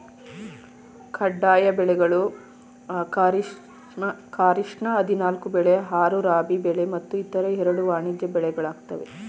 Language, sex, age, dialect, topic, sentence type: Kannada, female, 31-35, Mysore Kannada, agriculture, statement